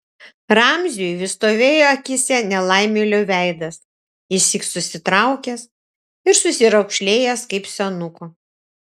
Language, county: Lithuanian, Šiauliai